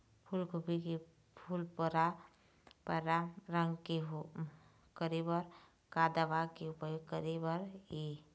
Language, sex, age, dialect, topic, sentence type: Chhattisgarhi, female, 46-50, Eastern, agriculture, question